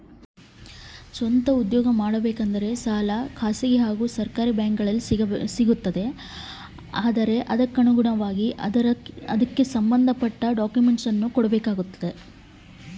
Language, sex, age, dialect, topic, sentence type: Kannada, female, 25-30, Central, banking, question